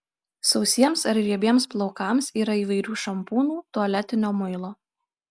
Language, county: Lithuanian, Marijampolė